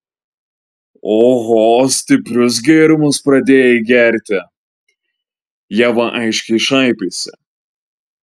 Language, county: Lithuanian, Marijampolė